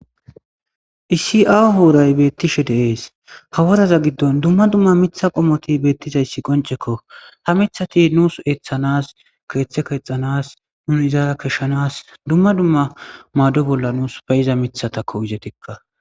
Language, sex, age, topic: Gamo, male, 18-24, government